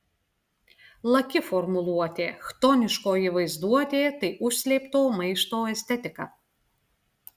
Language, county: Lithuanian, Klaipėda